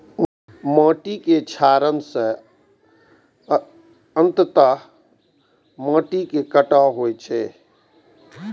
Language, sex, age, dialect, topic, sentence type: Maithili, male, 41-45, Eastern / Thethi, agriculture, statement